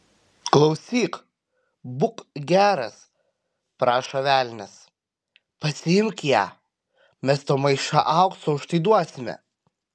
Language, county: Lithuanian, Panevėžys